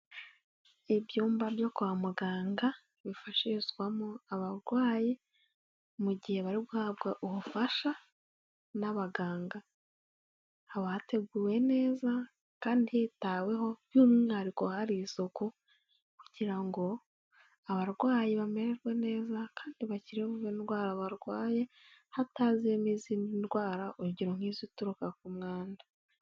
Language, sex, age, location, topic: Kinyarwanda, female, 18-24, Kigali, health